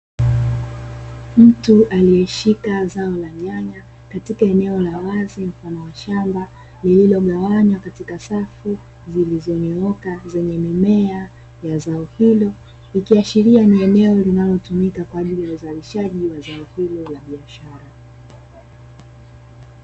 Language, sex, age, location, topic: Swahili, female, 18-24, Dar es Salaam, agriculture